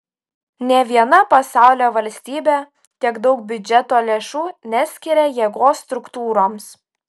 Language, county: Lithuanian, Utena